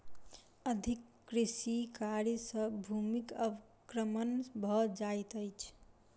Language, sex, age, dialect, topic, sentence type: Maithili, female, 25-30, Southern/Standard, agriculture, statement